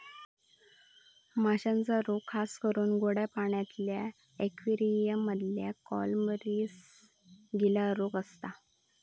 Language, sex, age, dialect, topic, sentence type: Marathi, female, 18-24, Southern Konkan, agriculture, statement